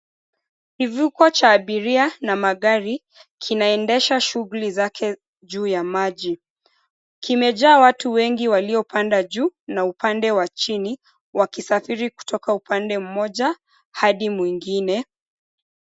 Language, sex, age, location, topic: Swahili, female, 25-35, Mombasa, government